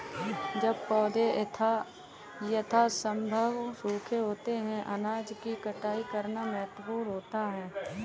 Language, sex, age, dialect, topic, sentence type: Hindi, female, 18-24, Kanauji Braj Bhasha, agriculture, statement